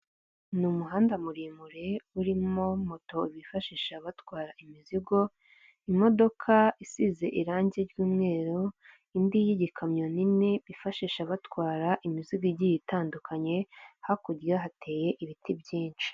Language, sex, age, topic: Kinyarwanda, female, 18-24, government